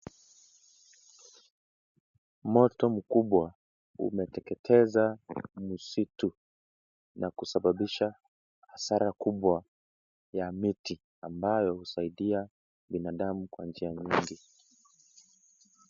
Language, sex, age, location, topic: Swahili, male, 25-35, Kisii, health